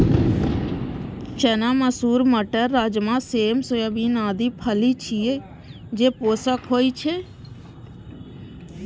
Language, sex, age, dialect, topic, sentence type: Maithili, female, 31-35, Eastern / Thethi, agriculture, statement